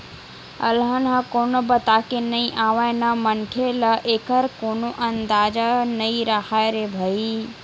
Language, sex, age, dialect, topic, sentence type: Chhattisgarhi, female, 18-24, Western/Budati/Khatahi, banking, statement